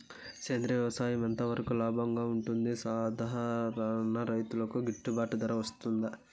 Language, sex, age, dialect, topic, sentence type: Telugu, male, 18-24, Southern, agriculture, question